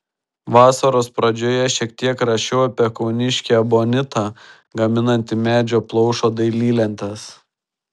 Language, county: Lithuanian, Šiauliai